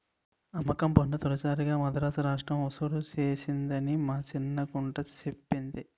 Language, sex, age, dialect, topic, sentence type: Telugu, male, 51-55, Utterandhra, banking, statement